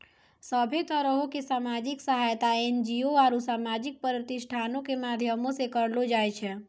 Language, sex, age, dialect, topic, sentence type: Maithili, female, 60-100, Angika, banking, statement